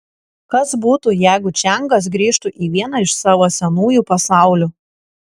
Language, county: Lithuanian, Kaunas